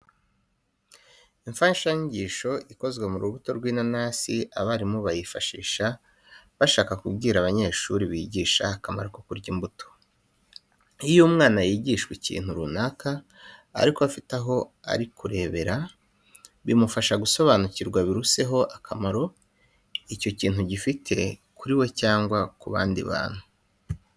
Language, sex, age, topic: Kinyarwanda, male, 25-35, education